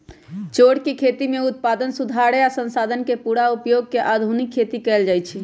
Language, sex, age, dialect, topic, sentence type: Magahi, female, 31-35, Western, agriculture, statement